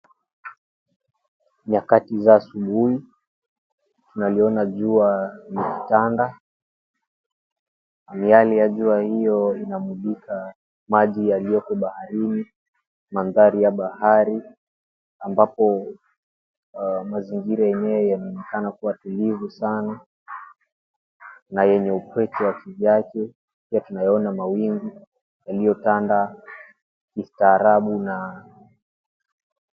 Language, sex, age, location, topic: Swahili, male, 18-24, Mombasa, government